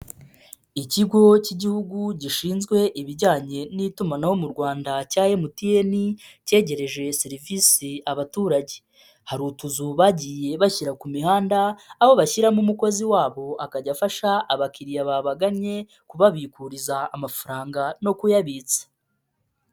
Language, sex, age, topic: Kinyarwanda, male, 25-35, finance